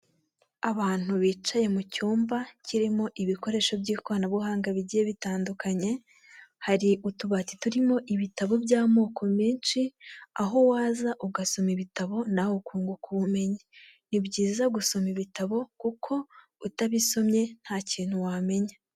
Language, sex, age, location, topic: Kinyarwanda, female, 18-24, Huye, government